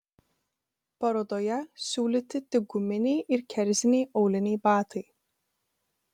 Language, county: Lithuanian, Vilnius